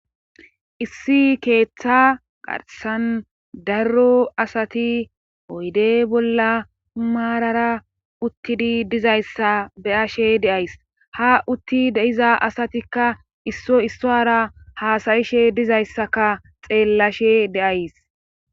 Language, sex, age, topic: Gamo, female, 25-35, government